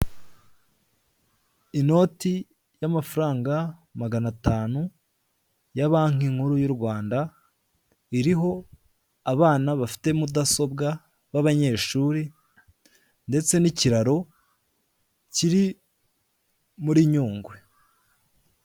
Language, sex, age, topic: Kinyarwanda, male, 18-24, finance